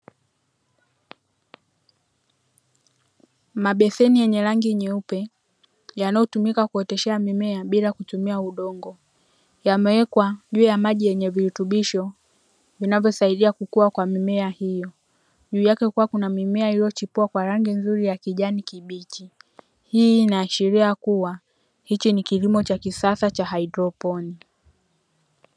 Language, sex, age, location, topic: Swahili, female, 18-24, Dar es Salaam, agriculture